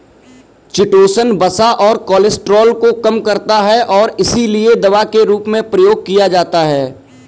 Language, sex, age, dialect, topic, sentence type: Hindi, male, 18-24, Kanauji Braj Bhasha, agriculture, statement